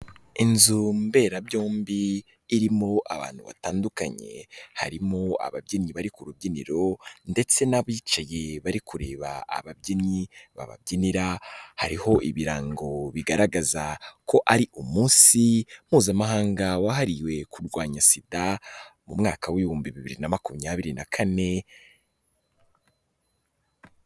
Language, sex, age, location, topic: Kinyarwanda, male, 18-24, Kigali, health